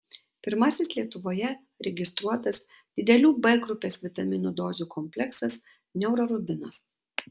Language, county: Lithuanian, Vilnius